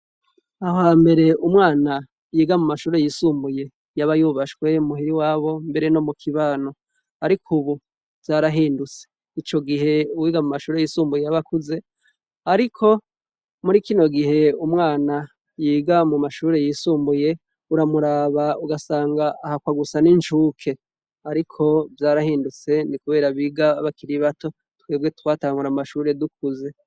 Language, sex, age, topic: Rundi, male, 36-49, education